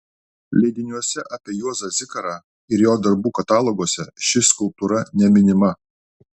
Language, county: Lithuanian, Alytus